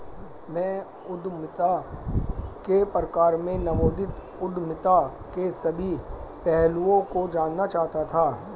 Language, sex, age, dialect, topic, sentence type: Hindi, female, 25-30, Hindustani Malvi Khadi Boli, banking, statement